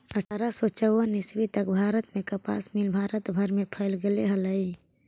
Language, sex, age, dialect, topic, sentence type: Magahi, female, 18-24, Central/Standard, agriculture, statement